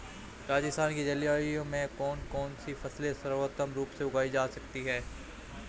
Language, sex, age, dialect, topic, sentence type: Hindi, male, 25-30, Marwari Dhudhari, agriculture, question